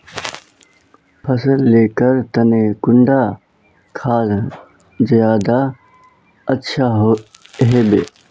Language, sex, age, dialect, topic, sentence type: Magahi, male, 25-30, Northeastern/Surjapuri, agriculture, question